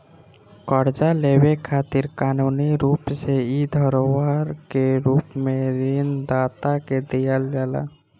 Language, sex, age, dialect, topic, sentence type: Bhojpuri, male, <18, Southern / Standard, banking, statement